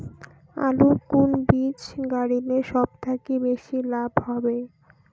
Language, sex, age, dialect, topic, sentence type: Bengali, female, 18-24, Rajbangshi, agriculture, question